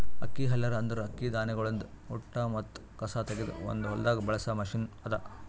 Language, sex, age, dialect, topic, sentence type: Kannada, male, 56-60, Northeastern, agriculture, statement